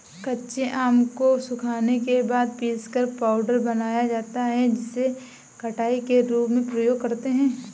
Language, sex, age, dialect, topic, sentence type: Hindi, female, 18-24, Marwari Dhudhari, agriculture, statement